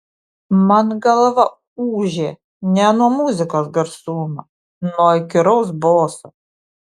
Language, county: Lithuanian, Vilnius